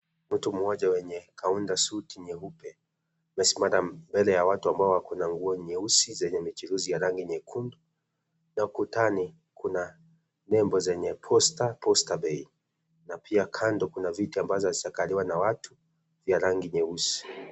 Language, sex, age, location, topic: Swahili, male, 25-35, Kisii, government